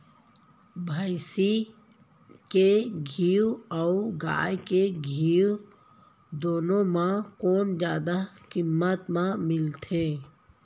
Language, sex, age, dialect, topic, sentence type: Chhattisgarhi, female, 31-35, Central, agriculture, question